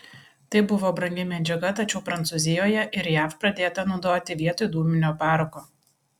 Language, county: Lithuanian, Panevėžys